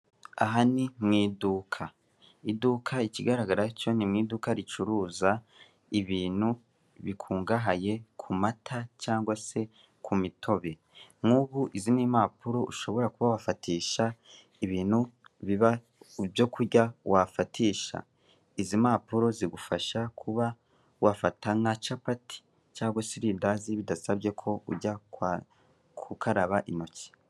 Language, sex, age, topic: Kinyarwanda, male, 18-24, finance